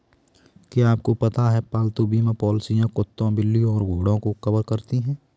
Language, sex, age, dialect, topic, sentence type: Hindi, male, 25-30, Kanauji Braj Bhasha, banking, statement